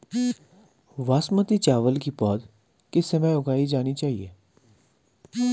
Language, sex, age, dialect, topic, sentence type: Hindi, male, 25-30, Garhwali, agriculture, question